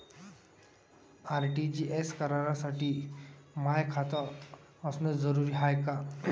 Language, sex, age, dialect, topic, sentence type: Marathi, male, 18-24, Varhadi, banking, question